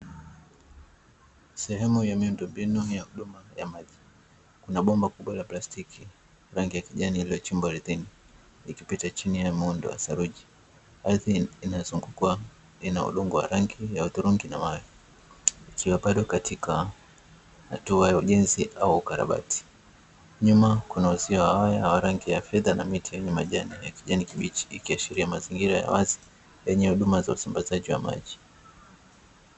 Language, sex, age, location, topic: Swahili, male, 25-35, Dar es Salaam, government